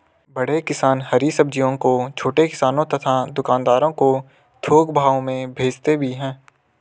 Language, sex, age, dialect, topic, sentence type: Hindi, male, 18-24, Garhwali, agriculture, statement